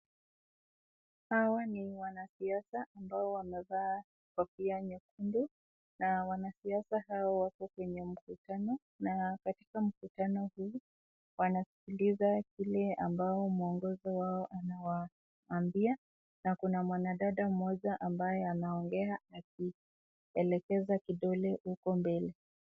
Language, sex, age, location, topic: Swahili, female, 36-49, Nakuru, government